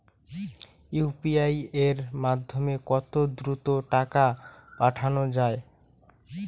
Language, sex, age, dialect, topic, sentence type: Bengali, male, 18-24, Rajbangshi, banking, question